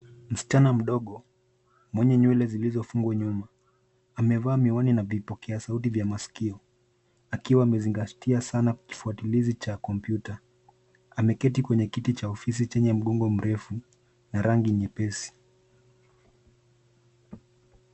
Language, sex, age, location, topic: Swahili, male, 25-35, Nairobi, education